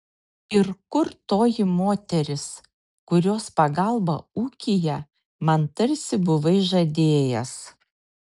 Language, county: Lithuanian, Šiauliai